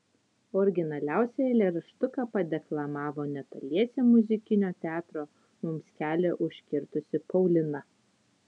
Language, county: Lithuanian, Utena